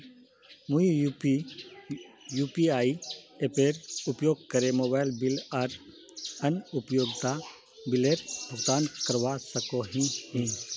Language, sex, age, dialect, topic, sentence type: Magahi, male, 31-35, Northeastern/Surjapuri, banking, statement